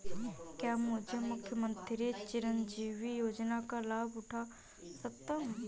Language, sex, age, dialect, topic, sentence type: Hindi, female, 18-24, Marwari Dhudhari, banking, question